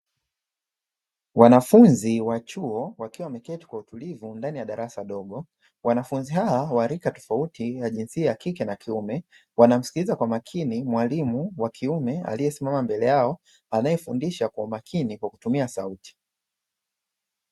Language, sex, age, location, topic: Swahili, male, 25-35, Dar es Salaam, education